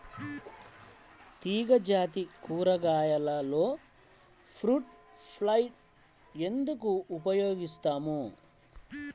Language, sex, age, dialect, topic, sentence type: Telugu, male, 36-40, Central/Coastal, agriculture, question